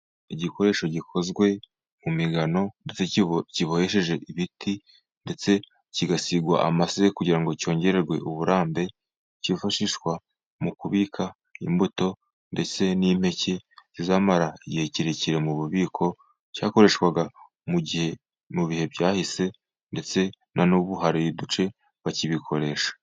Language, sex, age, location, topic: Kinyarwanda, male, 18-24, Musanze, agriculture